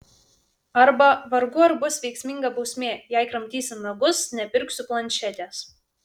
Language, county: Lithuanian, Vilnius